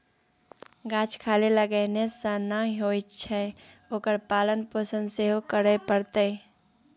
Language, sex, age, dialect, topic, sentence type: Maithili, male, 36-40, Bajjika, agriculture, statement